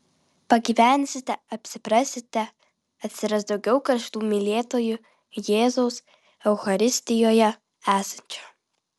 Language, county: Lithuanian, Vilnius